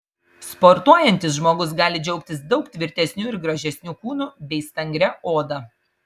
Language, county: Lithuanian, Marijampolė